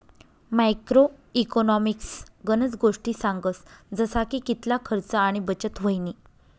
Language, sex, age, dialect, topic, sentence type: Marathi, female, 25-30, Northern Konkan, banking, statement